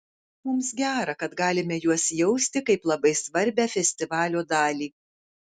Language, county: Lithuanian, Kaunas